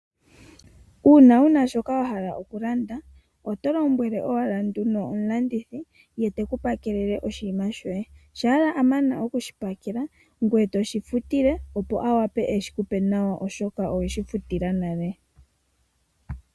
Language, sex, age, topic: Oshiwambo, female, 25-35, finance